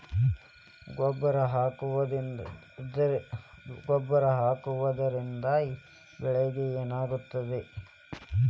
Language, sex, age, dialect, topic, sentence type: Kannada, male, 18-24, Dharwad Kannada, agriculture, question